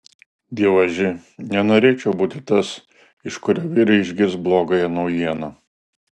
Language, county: Lithuanian, Alytus